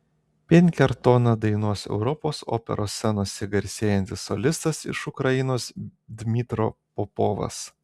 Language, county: Lithuanian, Telšiai